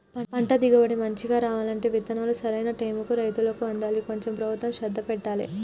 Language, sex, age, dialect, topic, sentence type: Telugu, female, 41-45, Telangana, agriculture, statement